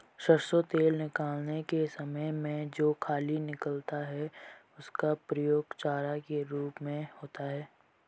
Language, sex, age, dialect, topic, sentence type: Hindi, male, 18-24, Marwari Dhudhari, agriculture, statement